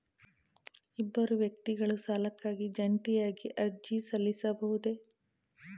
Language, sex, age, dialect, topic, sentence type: Kannada, female, 36-40, Mysore Kannada, banking, question